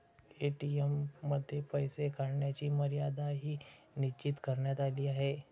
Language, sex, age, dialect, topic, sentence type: Marathi, male, 60-100, Standard Marathi, banking, statement